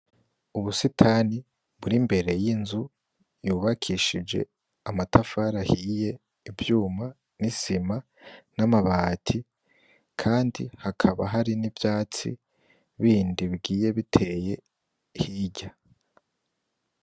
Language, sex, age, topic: Rundi, male, 18-24, education